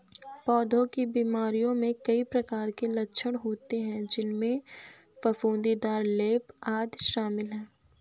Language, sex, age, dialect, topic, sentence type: Hindi, female, 25-30, Awadhi Bundeli, agriculture, statement